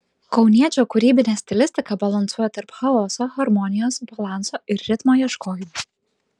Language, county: Lithuanian, Vilnius